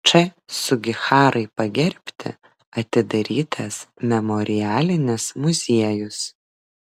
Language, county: Lithuanian, Vilnius